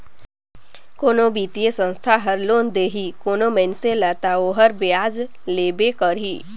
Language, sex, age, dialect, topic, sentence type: Chhattisgarhi, female, 18-24, Northern/Bhandar, banking, statement